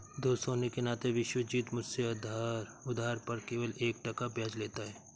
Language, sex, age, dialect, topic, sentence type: Hindi, male, 56-60, Awadhi Bundeli, banking, statement